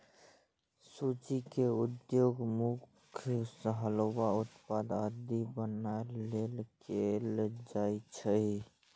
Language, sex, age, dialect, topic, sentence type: Maithili, male, 56-60, Eastern / Thethi, agriculture, statement